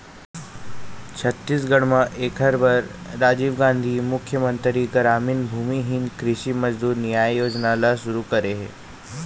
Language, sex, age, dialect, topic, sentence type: Chhattisgarhi, male, 46-50, Eastern, agriculture, statement